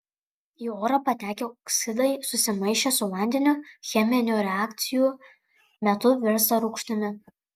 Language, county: Lithuanian, Kaunas